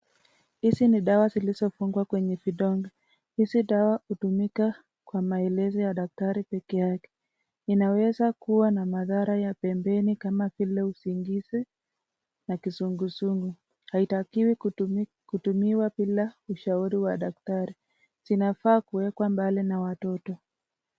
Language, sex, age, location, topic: Swahili, female, 25-35, Nakuru, health